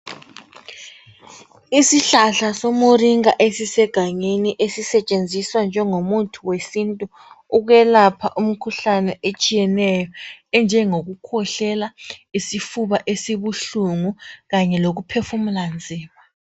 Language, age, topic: North Ndebele, 36-49, health